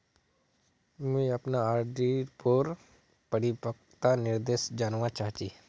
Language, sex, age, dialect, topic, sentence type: Magahi, male, 36-40, Northeastern/Surjapuri, banking, statement